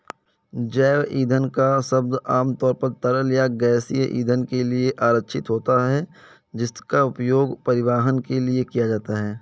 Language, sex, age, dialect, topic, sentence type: Hindi, male, 18-24, Kanauji Braj Bhasha, agriculture, statement